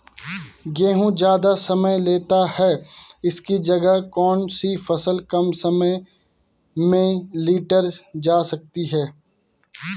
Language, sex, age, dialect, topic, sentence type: Hindi, male, 18-24, Garhwali, agriculture, question